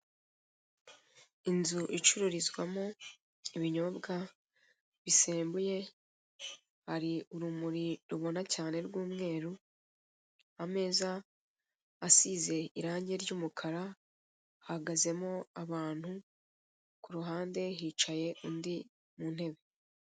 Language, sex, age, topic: Kinyarwanda, female, 25-35, finance